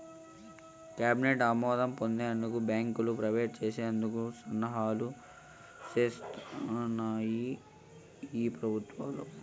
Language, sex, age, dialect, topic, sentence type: Telugu, male, 18-24, Southern, banking, statement